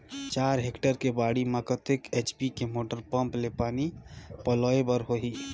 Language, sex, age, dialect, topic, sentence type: Chhattisgarhi, male, 31-35, Northern/Bhandar, agriculture, question